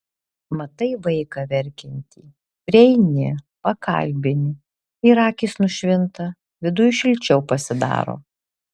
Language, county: Lithuanian, Alytus